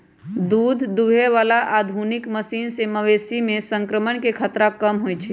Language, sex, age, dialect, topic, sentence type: Magahi, female, 31-35, Western, agriculture, statement